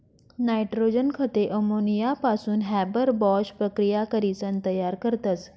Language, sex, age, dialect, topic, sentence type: Marathi, female, 25-30, Northern Konkan, agriculture, statement